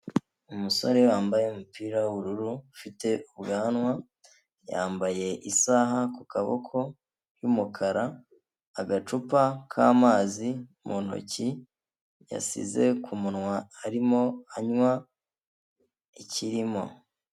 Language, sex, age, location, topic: Kinyarwanda, male, 25-35, Kigali, health